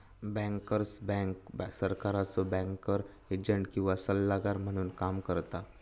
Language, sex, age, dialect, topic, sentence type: Marathi, male, 18-24, Southern Konkan, banking, statement